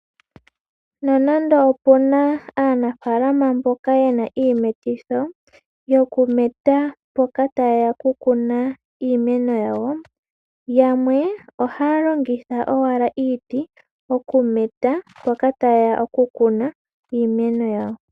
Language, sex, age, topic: Oshiwambo, female, 18-24, agriculture